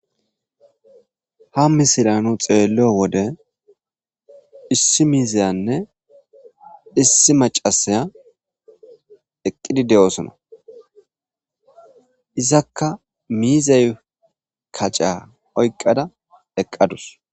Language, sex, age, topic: Gamo, male, 25-35, agriculture